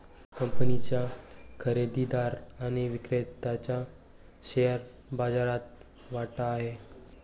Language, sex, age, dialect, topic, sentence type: Marathi, male, 18-24, Varhadi, banking, statement